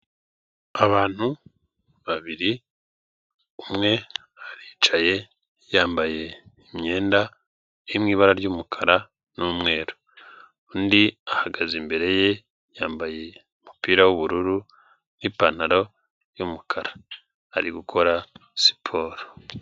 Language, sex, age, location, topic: Kinyarwanda, male, 36-49, Kigali, health